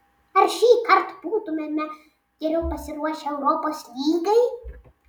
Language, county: Lithuanian, Vilnius